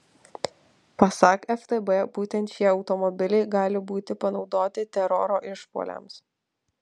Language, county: Lithuanian, Alytus